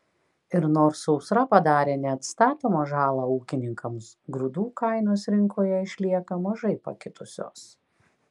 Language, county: Lithuanian, Kaunas